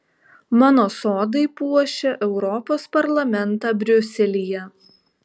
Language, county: Lithuanian, Alytus